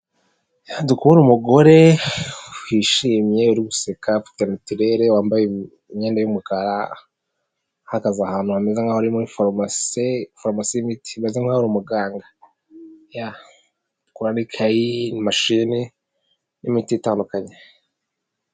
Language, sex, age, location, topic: Kinyarwanda, male, 18-24, Nyagatare, health